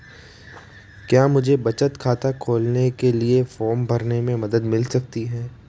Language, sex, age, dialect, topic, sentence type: Hindi, male, 18-24, Marwari Dhudhari, banking, question